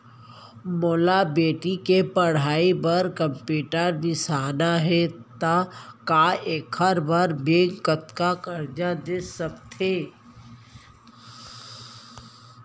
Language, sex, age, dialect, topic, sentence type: Chhattisgarhi, female, 18-24, Central, banking, question